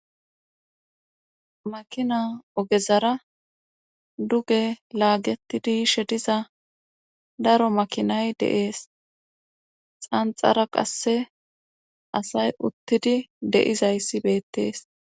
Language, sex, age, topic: Gamo, female, 25-35, government